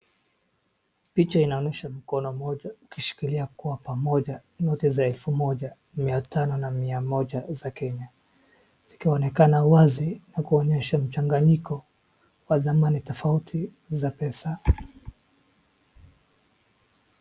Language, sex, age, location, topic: Swahili, male, 18-24, Wajir, finance